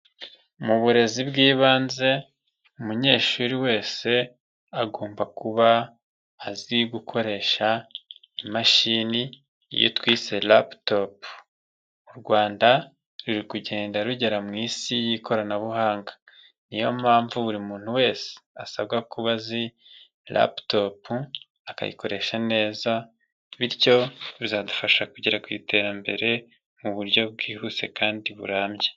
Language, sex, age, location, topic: Kinyarwanda, male, 25-35, Nyagatare, education